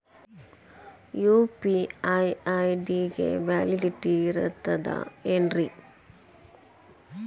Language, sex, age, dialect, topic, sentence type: Kannada, male, 18-24, Dharwad Kannada, banking, question